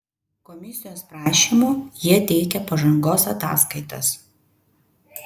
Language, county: Lithuanian, Vilnius